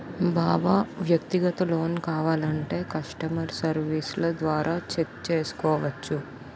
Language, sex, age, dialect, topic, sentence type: Telugu, female, 18-24, Utterandhra, banking, statement